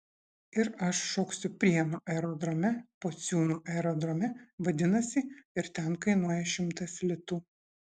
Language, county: Lithuanian, Šiauliai